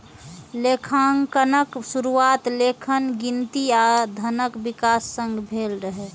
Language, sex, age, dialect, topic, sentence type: Maithili, female, 36-40, Eastern / Thethi, banking, statement